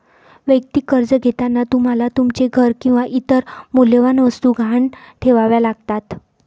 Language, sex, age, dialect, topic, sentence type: Marathi, female, 25-30, Varhadi, banking, statement